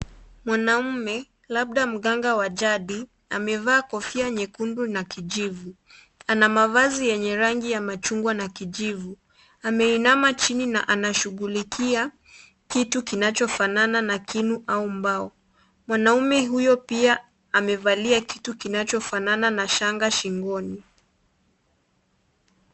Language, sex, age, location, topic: Swahili, female, 25-35, Kisii, health